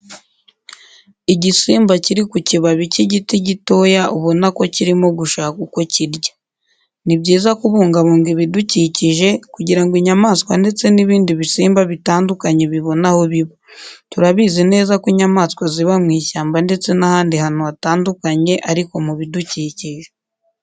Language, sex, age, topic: Kinyarwanda, female, 18-24, education